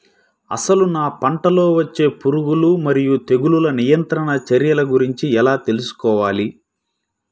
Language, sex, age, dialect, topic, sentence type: Telugu, male, 25-30, Central/Coastal, agriculture, question